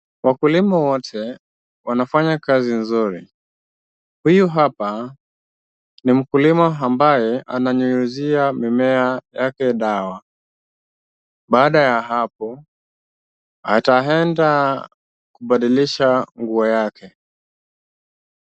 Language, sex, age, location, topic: Swahili, male, 25-35, Kisumu, health